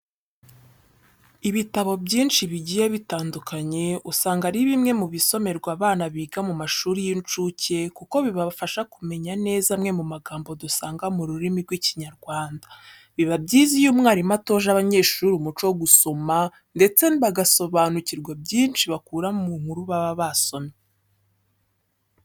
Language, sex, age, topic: Kinyarwanda, female, 18-24, education